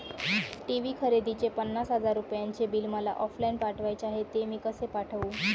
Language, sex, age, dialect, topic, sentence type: Marathi, female, 25-30, Northern Konkan, banking, question